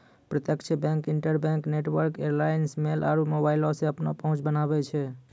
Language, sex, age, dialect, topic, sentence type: Maithili, male, 25-30, Angika, banking, statement